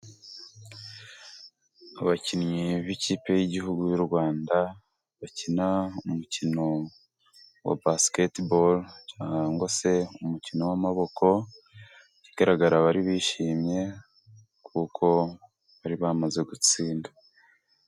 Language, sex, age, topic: Kinyarwanda, female, 18-24, government